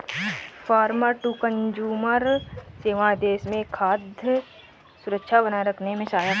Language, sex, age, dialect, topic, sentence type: Hindi, female, 18-24, Awadhi Bundeli, agriculture, statement